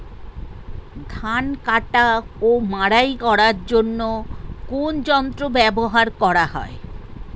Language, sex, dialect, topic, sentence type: Bengali, female, Standard Colloquial, agriculture, question